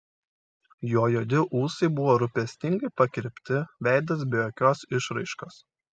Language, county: Lithuanian, Šiauliai